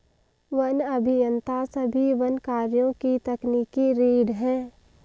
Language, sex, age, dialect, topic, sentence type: Hindi, female, 18-24, Marwari Dhudhari, agriculture, statement